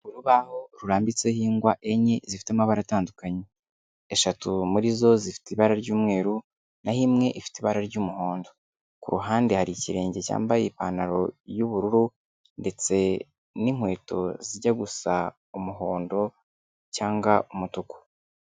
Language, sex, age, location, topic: Kinyarwanda, male, 25-35, Kigali, education